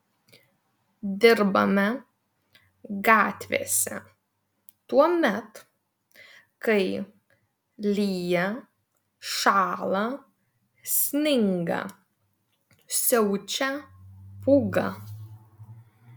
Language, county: Lithuanian, Vilnius